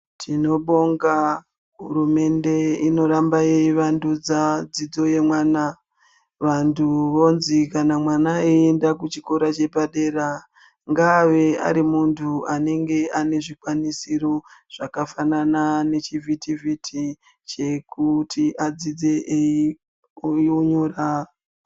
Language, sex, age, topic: Ndau, female, 36-49, education